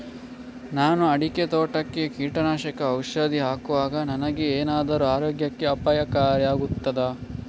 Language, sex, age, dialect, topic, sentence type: Kannada, male, 25-30, Coastal/Dakshin, agriculture, question